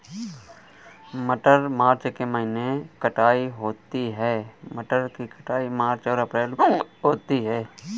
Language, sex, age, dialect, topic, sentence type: Hindi, male, 31-35, Awadhi Bundeli, agriculture, question